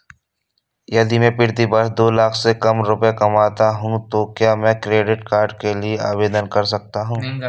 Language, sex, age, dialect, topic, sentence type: Hindi, male, 18-24, Awadhi Bundeli, banking, question